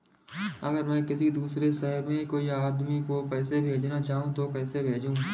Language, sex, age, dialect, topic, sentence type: Hindi, male, 25-30, Marwari Dhudhari, banking, question